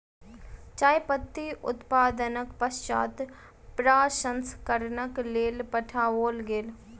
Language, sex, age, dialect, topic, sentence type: Maithili, female, 18-24, Southern/Standard, agriculture, statement